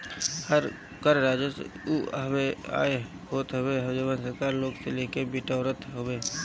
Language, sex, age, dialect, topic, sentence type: Bhojpuri, female, 25-30, Northern, banking, statement